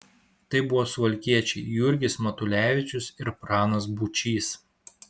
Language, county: Lithuanian, Šiauliai